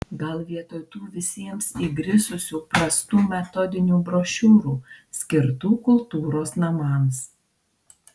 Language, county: Lithuanian, Marijampolė